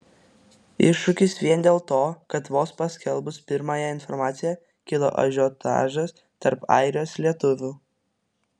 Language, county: Lithuanian, Vilnius